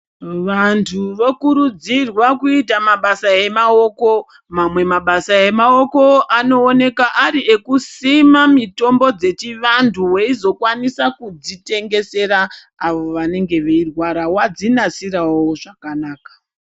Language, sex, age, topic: Ndau, male, 50+, health